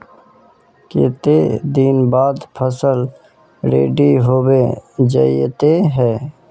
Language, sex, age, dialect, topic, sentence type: Magahi, male, 25-30, Northeastern/Surjapuri, agriculture, question